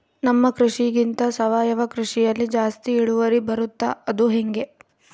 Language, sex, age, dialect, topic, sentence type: Kannada, female, 25-30, Central, agriculture, question